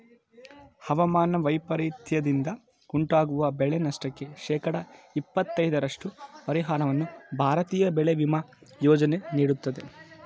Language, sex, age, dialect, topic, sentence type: Kannada, male, 18-24, Mysore Kannada, agriculture, statement